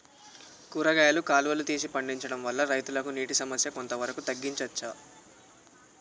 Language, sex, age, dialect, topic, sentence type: Telugu, male, 18-24, Telangana, agriculture, question